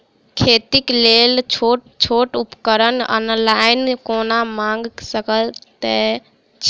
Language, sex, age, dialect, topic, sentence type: Maithili, female, 18-24, Southern/Standard, agriculture, question